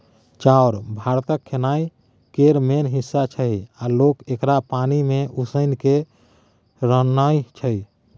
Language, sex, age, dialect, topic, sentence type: Maithili, male, 31-35, Bajjika, agriculture, statement